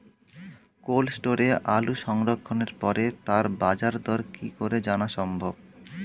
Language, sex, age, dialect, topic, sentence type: Bengali, male, 25-30, Standard Colloquial, agriculture, question